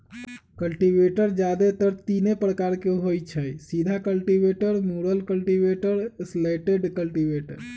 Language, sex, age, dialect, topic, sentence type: Magahi, male, 36-40, Western, agriculture, statement